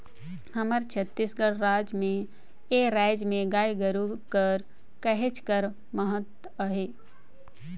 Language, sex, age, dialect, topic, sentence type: Chhattisgarhi, female, 60-100, Northern/Bhandar, banking, statement